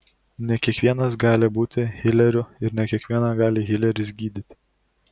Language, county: Lithuanian, Kaunas